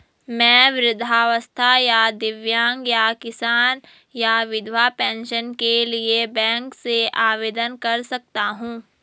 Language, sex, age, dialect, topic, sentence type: Hindi, female, 18-24, Garhwali, banking, question